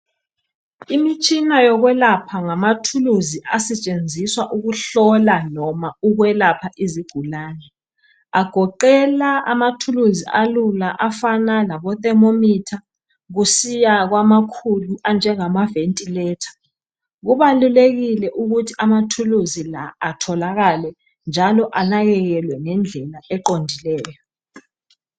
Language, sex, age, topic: North Ndebele, female, 25-35, health